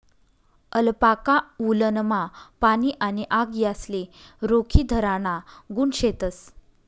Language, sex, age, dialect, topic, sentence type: Marathi, female, 25-30, Northern Konkan, agriculture, statement